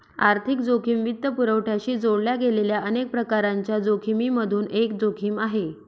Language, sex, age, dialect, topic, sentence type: Marathi, female, 25-30, Northern Konkan, banking, statement